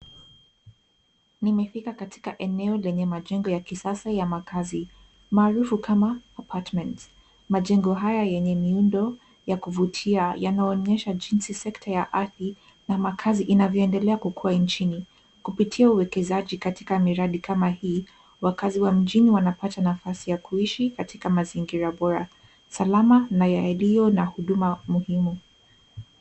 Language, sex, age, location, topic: Swahili, female, 18-24, Nairobi, finance